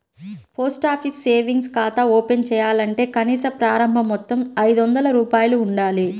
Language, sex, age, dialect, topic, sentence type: Telugu, female, 25-30, Central/Coastal, banking, statement